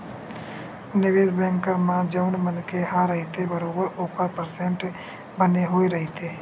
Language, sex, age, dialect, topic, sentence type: Chhattisgarhi, male, 56-60, Western/Budati/Khatahi, banking, statement